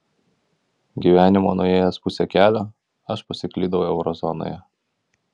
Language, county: Lithuanian, Kaunas